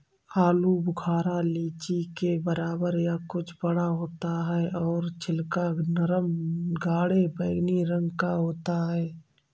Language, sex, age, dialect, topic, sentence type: Hindi, male, 25-30, Awadhi Bundeli, agriculture, statement